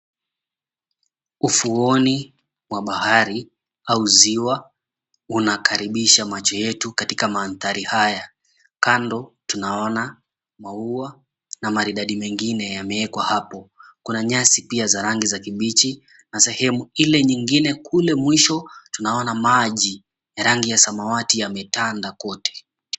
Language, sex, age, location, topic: Swahili, male, 25-35, Mombasa, government